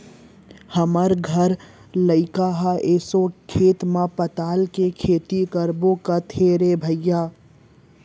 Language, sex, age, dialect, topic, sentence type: Chhattisgarhi, male, 60-100, Central, banking, statement